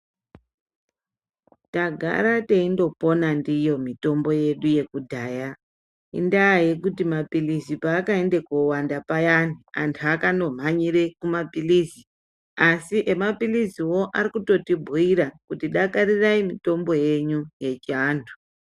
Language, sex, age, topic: Ndau, male, 25-35, health